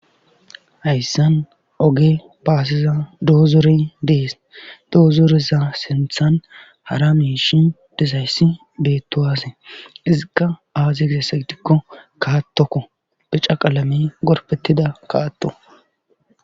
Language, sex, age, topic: Gamo, male, 18-24, government